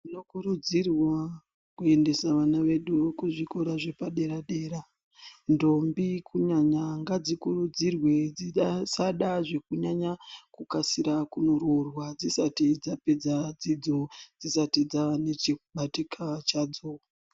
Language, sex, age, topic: Ndau, female, 36-49, education